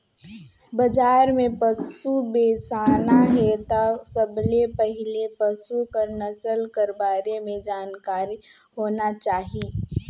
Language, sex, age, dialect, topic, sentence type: Chhattisgarhi, female, 18-24, Northern/Bhandar, agriculture, statement